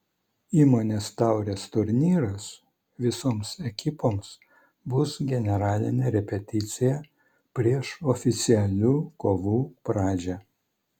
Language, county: Lithuanian, Vilnius